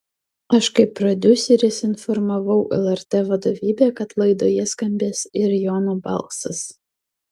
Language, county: Lithuanian, Utena